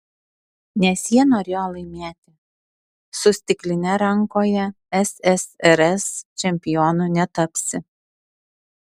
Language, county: Lithuanian, Alytus